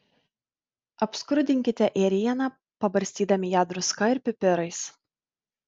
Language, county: Lithuanian, Vilnius